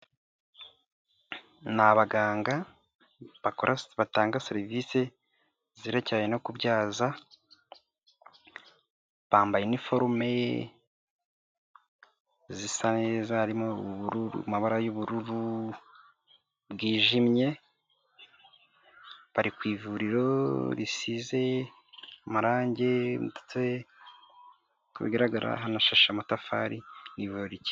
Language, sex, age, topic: Kinyarwanda, male, 18-24, health